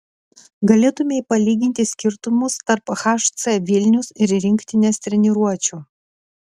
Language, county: Lithuanian, Klaipėda